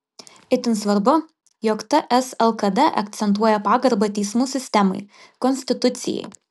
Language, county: Lithuanian, Vilnius